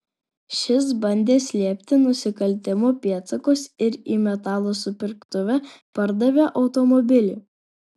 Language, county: Lithuanian, Alytus